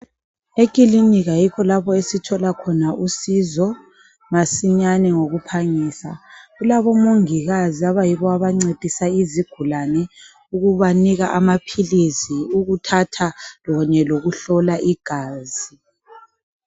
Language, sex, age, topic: North Ndebele, male, 25-35, health